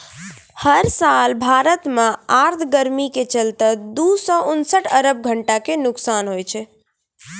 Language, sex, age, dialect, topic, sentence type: Maithili, female, 25-30, Angika, agriculture, statement